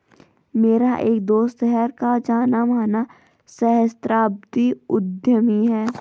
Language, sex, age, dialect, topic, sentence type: Hindi, female, 18-24, Garhwali, banking, statement